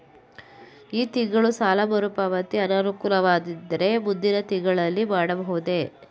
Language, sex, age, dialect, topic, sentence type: Kannada, male, 18-24, Mysore Kannada, banking, question